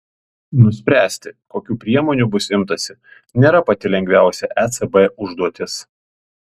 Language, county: Lithuanian, Panevėžys